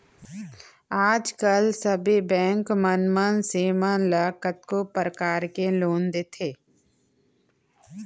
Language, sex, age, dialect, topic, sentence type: Chhattisgarhi, female, 36-40, Central, banking, statement